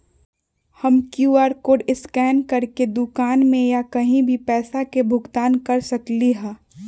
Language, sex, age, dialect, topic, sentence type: Magahi, female, 18-24, Western, banking, question